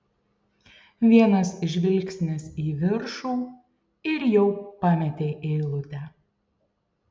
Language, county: Lithuanian, Šiauliai